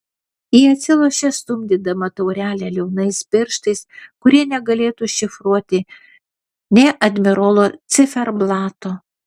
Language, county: Lithuanian, Vilnius